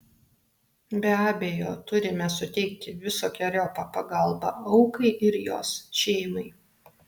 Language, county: Lithuanian, Alytus